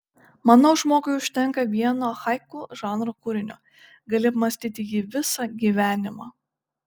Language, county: Lithuanian, Šiauliai